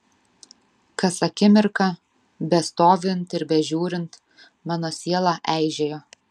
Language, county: Lithuanian, Vilnius